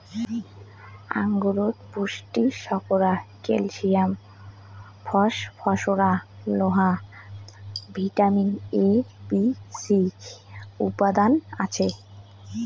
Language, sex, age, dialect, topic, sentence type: Bengali, female, 18-24, Rajbangshi, agriculture, statement